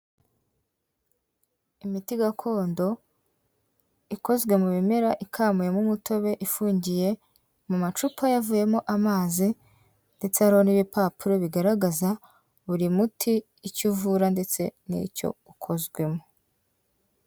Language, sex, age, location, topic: Kinyarwanda, female, 18-24, Kigali, health